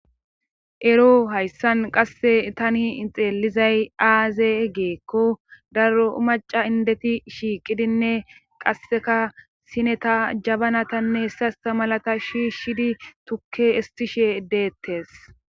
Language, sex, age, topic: Gamo, female, 25-35, government